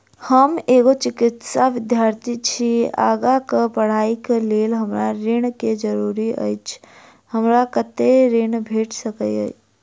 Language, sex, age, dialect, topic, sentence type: Maithili, female, 51-55, Southern/Standard, banking, question